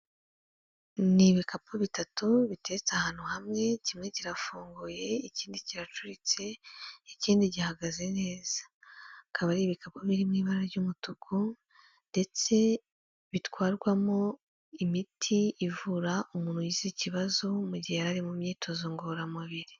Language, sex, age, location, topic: Kinyarwanda, female, 18-24, Kigali, health